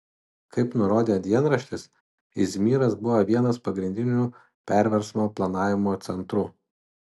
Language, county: Lithuanian, Utena